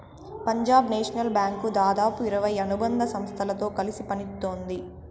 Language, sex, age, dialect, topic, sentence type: Telugu, female, 18-24, Southern, banking, statement